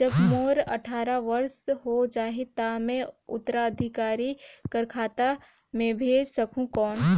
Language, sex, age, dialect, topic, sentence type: Chhattisgarhi, female, 18-24, Northern/Bhandar, banking, question